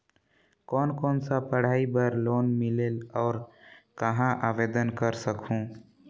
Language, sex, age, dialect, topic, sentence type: Chhattisgarhi, male, 46-50, Northern/Bhandar, banking, question